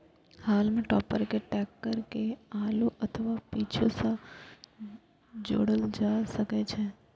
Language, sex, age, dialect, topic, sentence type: Maithili, female, 18-24, Eastern / Thethi, agriculture, statement